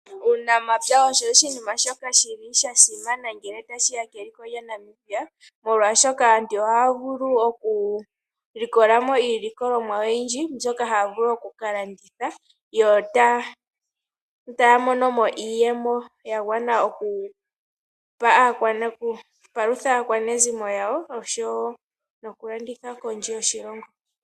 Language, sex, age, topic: Oshiwambo, female, 18-24, agriculture